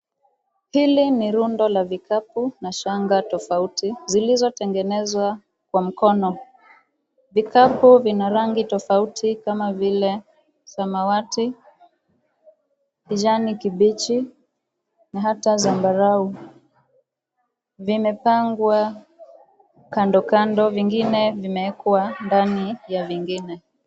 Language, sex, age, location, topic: Swahili, female, 25-35, Nairobi, finance